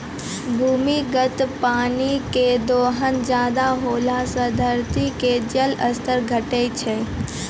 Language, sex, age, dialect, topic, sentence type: Maithili, female, 18-24, Angika, agriculture, statement